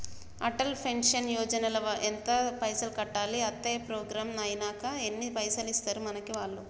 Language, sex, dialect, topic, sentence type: Telugu, male, Telangana, banking, question